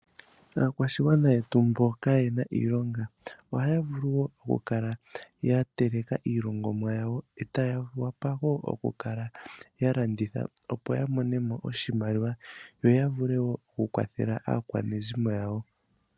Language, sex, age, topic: Oshiwambo, male, 25-35, finance